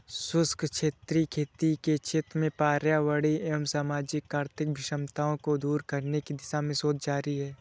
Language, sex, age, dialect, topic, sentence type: Hindi, male, 25-30, Awadhi Bundeli, agriculture, statement